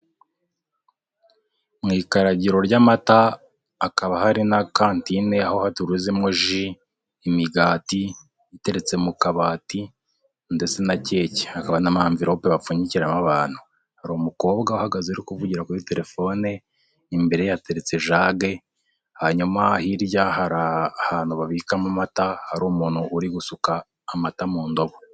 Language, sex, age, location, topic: Kinyarwanda, male, 25-35, Huye, finance